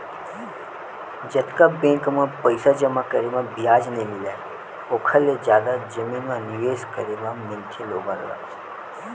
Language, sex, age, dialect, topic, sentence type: Chhattisgarhi, male, 18-24, Western/Budati/Khatahi, banking, statement